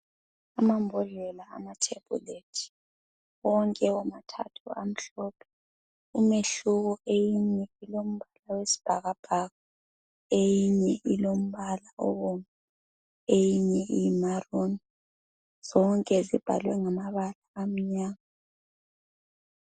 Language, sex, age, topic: North Ndebele, male, 25-35, health